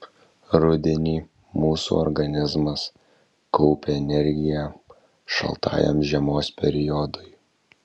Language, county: Lithuanian, Kaunas